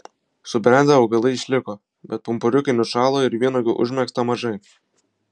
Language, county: Lithuanian, Vilnius